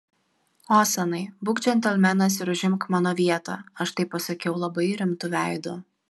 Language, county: Lithuanian, Vilnius